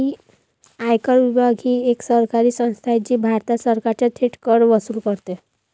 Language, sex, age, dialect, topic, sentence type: Marathi, female, 18-24, Varhadi, banking, statement